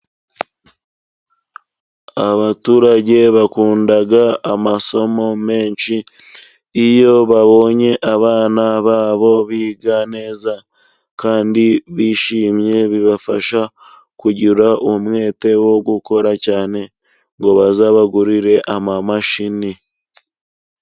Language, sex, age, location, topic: Kinyarwanda, male, 25-35, Musanze, education